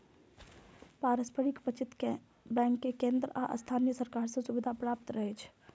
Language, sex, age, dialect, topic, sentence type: Maithili, female, 25-30, Eastern / Thethi, banking, statement